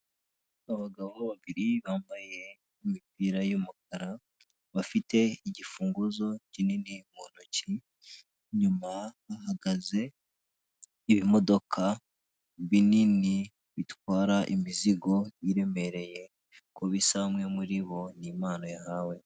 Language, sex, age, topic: Kinyarwanda, female, 18-24, finance